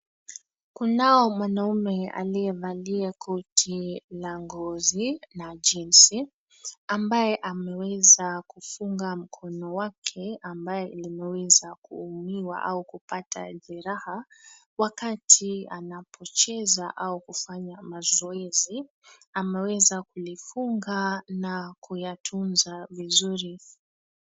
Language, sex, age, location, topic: Swahili, female, 25-35, Nairobi, health